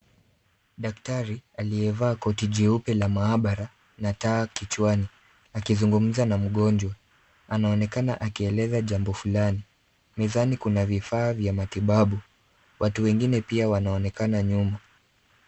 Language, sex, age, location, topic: Swahili, male, 25-35, Kisumu, health